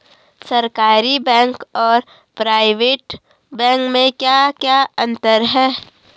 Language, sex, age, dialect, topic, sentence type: Hindi, female, 18-24, Garhwali, banking, question